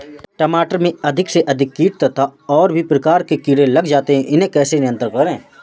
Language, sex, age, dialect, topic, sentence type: Hindi, male, 18-24, Awadhi Bundeli, agriculture, question